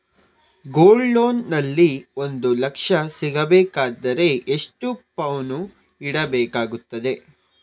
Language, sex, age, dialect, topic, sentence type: Kannada, male, 18-24, Coastal/Dakshin, banking, question